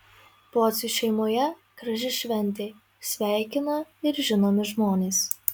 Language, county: Lithuanian, Marijampolė